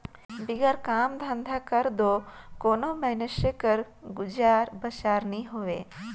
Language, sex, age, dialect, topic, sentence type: Chhattisgarhi, female, 25-30, Northern/Bhandar, agriculture, statement